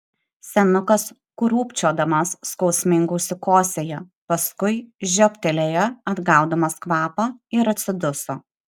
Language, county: Lithuanian, Šiauliai